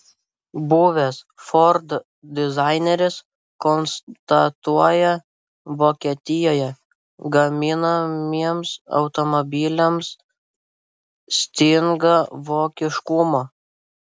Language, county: Lithuanian, Vilnius